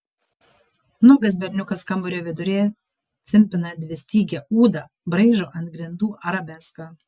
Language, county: Lithuanian, Kaunas